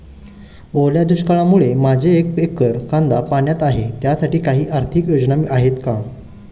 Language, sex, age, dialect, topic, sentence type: Marathi, male, 25-30, Standard Marathi, agriculture, question